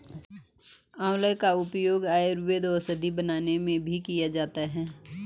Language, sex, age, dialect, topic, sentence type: Hindi, female, 41-45, Garhwali, agriculture, statement